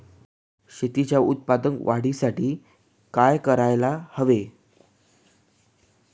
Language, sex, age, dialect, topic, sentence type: Marathi, male, 18-24, Northern Konkan, agriculture, question